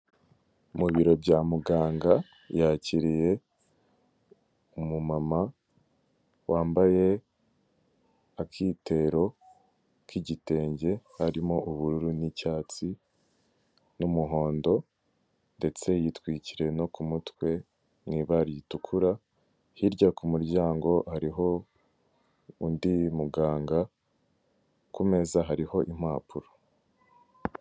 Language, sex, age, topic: Kinyarwanda, male, 18-24, finance